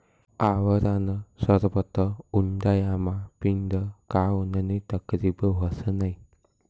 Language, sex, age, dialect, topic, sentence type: Marathi, male, 18-24, Northern Konkan, agriculture, statement